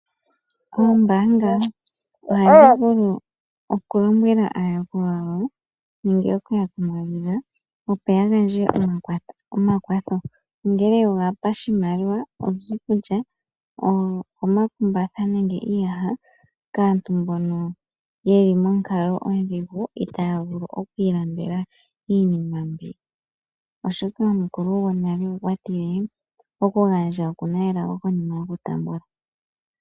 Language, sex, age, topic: Oshiwambo, male, 18-24, finance